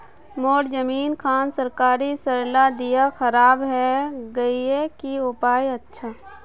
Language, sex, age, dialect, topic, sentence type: Magahi, female, 18-24, Northeastern/Surjapuri, agriculture, question